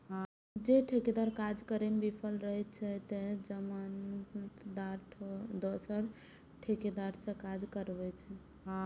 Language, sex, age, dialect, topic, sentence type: Maithili, female, 18-24, Eastern / Thethi, banking, statement